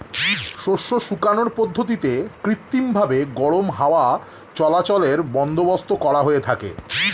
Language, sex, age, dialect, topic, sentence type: Bengali, male, 36-40, Standard Colloquial, agriculture, statement